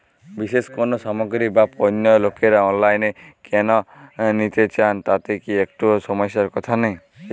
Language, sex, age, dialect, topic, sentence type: Bengali, male, 18-24, Jharkhandi, agriculture, question